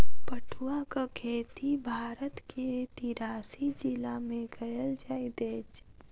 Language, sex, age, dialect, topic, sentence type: Maithili, female, 36-40, Southern/Standard, agriculture, statement